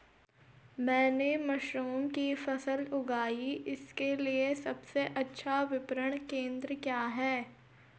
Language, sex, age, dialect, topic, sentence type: Hindi, female, 36-40, Garhwali, agriculture, question